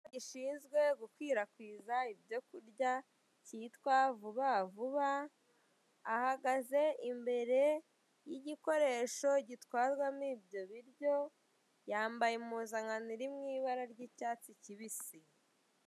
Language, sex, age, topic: Kinyarwanda, male, 18-24, finance